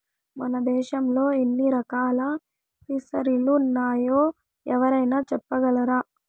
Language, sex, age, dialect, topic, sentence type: Telugu, female, 18-24, Southern, agriculture, statement